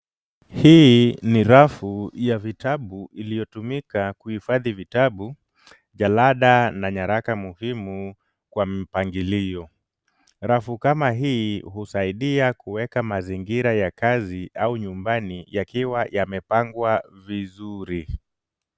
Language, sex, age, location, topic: Swahili, male, 25-35, Kisumu, education